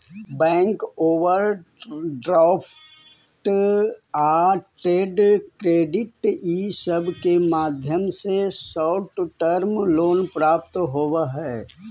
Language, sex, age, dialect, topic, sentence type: Magahi, male, 41-45, Central/Standard, agriculture, statement